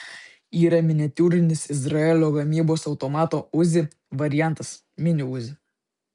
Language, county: Lithuanian, Vilnius